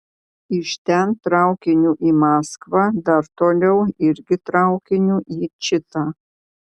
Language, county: Lithuanian, Vilnius